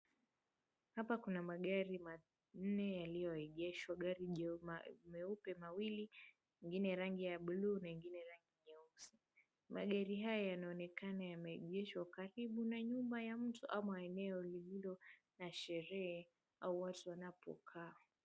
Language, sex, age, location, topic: Swahili, female, 18-24, Mombasa, finance